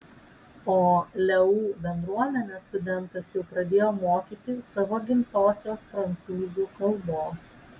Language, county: Lithuanian, Vilnius